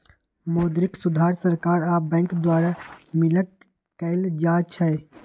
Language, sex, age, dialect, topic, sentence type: Magahi, male, 18-24, Western, banking, statement